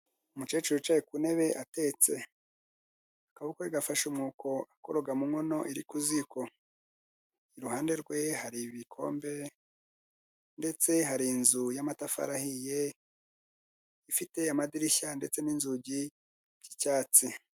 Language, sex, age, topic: Kinyarwanda, male, 25-35, health